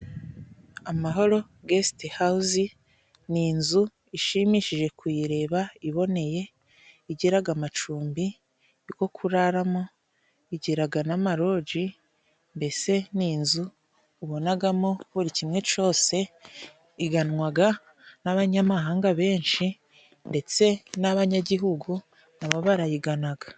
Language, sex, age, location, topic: Kinyarwanda, female, 25-35, Musanze, finance